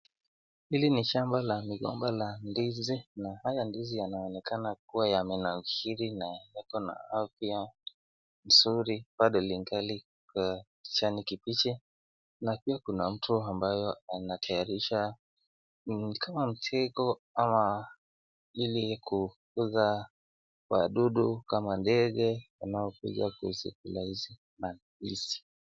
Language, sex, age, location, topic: Swahili, male, 18-24, Nakuru, agriculture